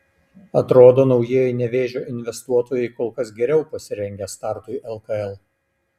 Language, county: Lithuanian, Kaunas